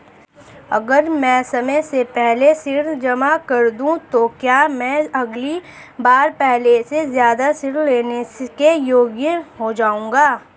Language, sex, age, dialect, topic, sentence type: Hindi, female, 31-35, Hindustani Malvi Khadi Boli, banking, question